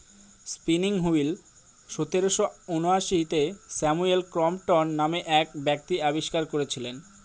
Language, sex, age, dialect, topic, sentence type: Bengali, male, 18-24, Northern/Varendri, agriculture, statement